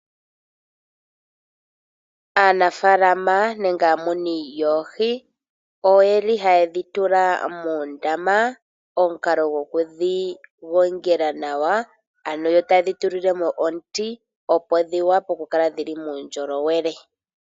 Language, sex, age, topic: Oshiwambo, female, 18-24, agriculture